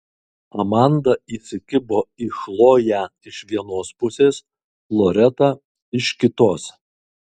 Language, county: Lithuanian, Kaunas